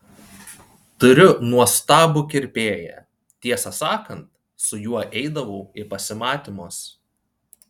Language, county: Lithuanian, Panevėžys